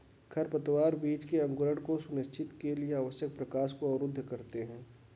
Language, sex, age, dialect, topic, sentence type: Hindi, male, 60-100, Kanauji Braj Bhasha, agriculture, statement